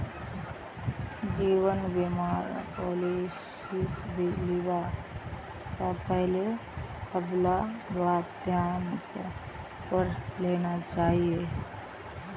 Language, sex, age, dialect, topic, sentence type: Magahi, female, 25-30, Northeastern/Surjapuri, banking, statement